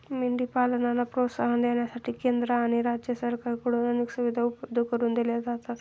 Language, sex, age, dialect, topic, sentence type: Marathi, male, 51-55, Standard Marathi, agriculture, statement